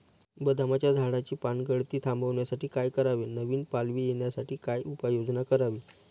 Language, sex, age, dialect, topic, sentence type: Marathi, male, 31-35, Northern Konkan, agriculture, question